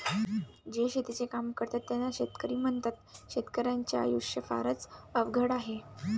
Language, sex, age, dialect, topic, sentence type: Marathi, female, 18-24, Varhadi, agriculture, statement